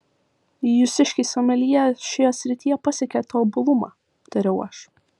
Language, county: Lithuanian, Vilnius